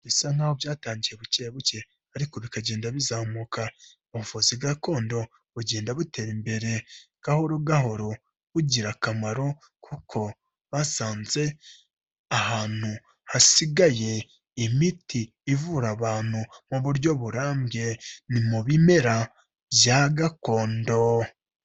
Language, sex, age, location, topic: Kinyarwanda, female, 25-35, Kigali, health